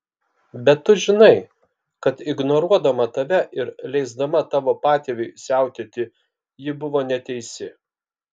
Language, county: Lithuanian, Kaunas